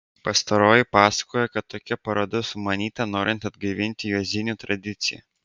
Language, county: Lithuanian, Vilnius